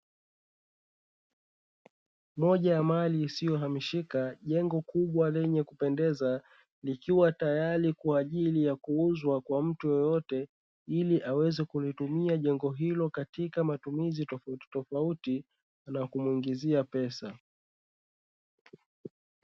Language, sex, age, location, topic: Swahili, male, 36-49, Dar es Salaam, finance